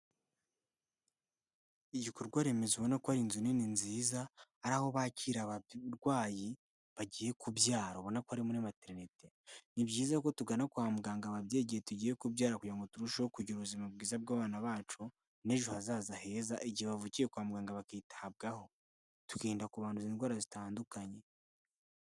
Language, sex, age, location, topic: Kinyarwanda, male, 18-24, Nyagatare, health